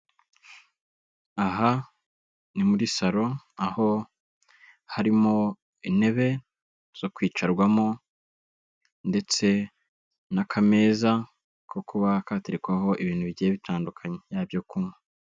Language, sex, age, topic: Kinyarwanda, male, 18-24, finance